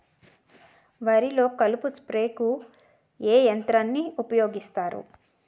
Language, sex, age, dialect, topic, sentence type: Telugu, female, 36-40, Utterandhra, agriculture, question